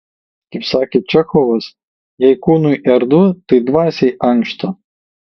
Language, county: Lithuanian, Kaunas